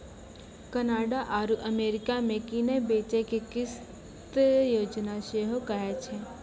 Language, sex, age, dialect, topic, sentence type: Maithili, female, 18-24, Angika, banking, statement